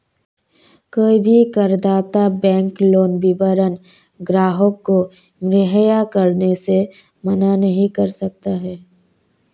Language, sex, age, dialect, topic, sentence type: Hindi, female, 18-24, Marwari Dhudhari, banking, statement